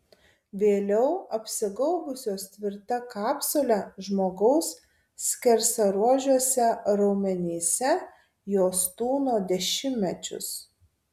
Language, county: Lithuanian, Tauragė